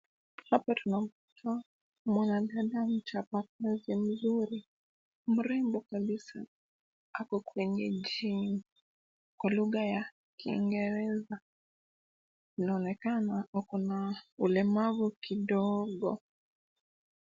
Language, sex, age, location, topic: Swahili, female, 18-24, Kisumu, education